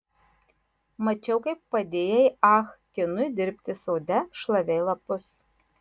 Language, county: Lithuanian, Marijampolė